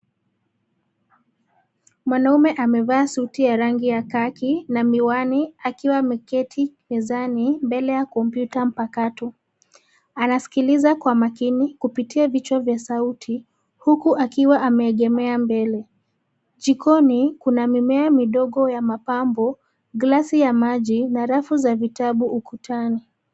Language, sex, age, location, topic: Swahili, female, 25-35, Nairobi, education